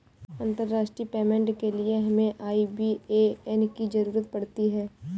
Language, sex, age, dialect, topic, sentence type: Hindi, female, 18-24, Awadhi Bundeli, banking, statement